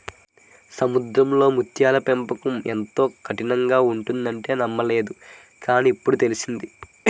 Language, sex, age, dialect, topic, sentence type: Telugu, male, 18-24, Utterandhra, agriculture, statement